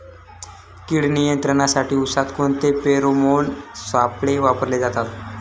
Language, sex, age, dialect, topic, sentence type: Marathi, male, 18-24, Standard Marathi, agriculture, question